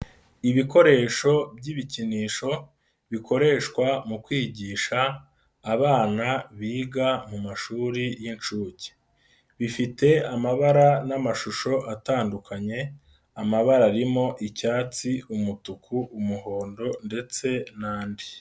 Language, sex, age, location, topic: Kinyarwanda, male, 25-35, Nyagatare, education